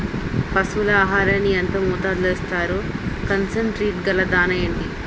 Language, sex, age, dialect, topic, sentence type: Telugu, female, 18-24, Utterandhra, agriculture, question